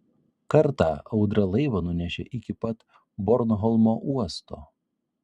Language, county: Lithuanian, Vilnius